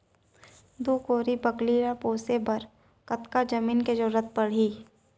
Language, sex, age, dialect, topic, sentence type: Chhattisgarhi, female, 56-60, Central, agriculture, question